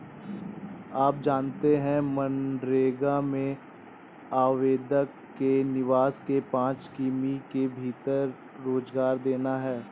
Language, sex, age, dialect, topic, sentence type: Hindi, male, 18-24, Awadhi Bundeli, banking, statement